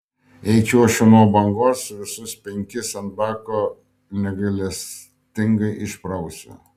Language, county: Lithuanian, Šiauliai